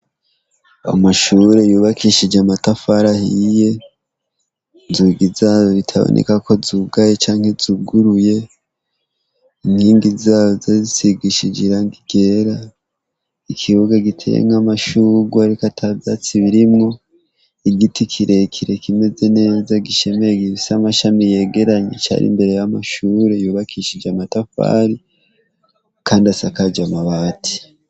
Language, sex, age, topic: Rundi, male, 18-24, education